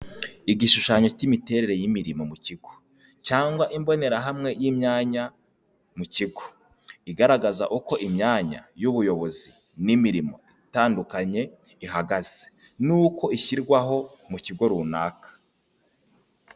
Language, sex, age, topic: Kinyarwanda, male, 18-24, health